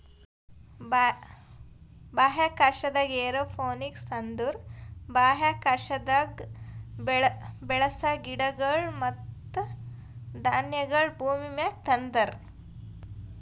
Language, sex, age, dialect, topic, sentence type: Kannada, female, 18-24, Northeastern, agriculture, statement